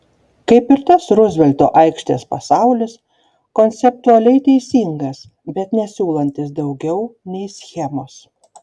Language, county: Lithuanian, Šiauliai